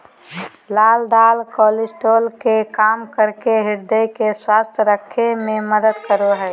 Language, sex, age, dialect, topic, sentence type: Magahi, male, 18-24, Southern, agriculture, statement